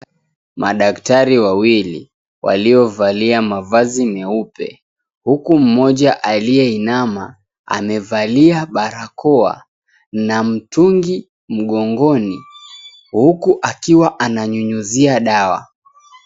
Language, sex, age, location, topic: Swahili, male, 25-35, Mombasa, health